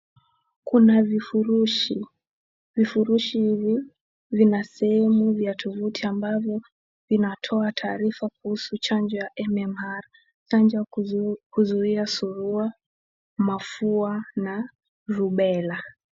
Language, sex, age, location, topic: Swahili, female, 18-24, Nakuru, health